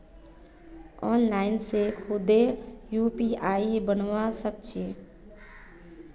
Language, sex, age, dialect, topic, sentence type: Magahi, female, 31-35, Northeastern/Surjapuri, banking, statement